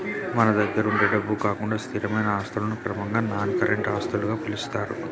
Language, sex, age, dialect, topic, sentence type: Telugu, male, 31-35, Telangana, banking, statement